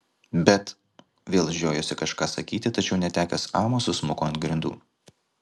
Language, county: Lithuanian, Kaunas